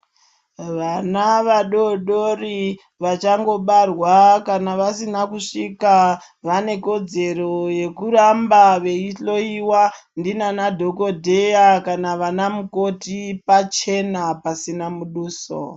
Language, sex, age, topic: Ndau, female, 25-35, health